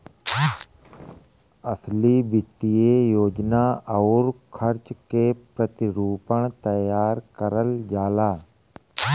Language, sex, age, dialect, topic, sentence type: Bhojpuri, male, 41-45, Western, banking, statement